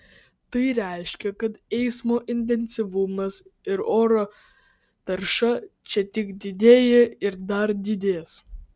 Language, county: Lithuanian, Vilnius